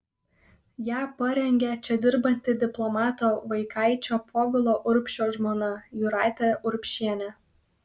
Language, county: Lithuanian, Kaunas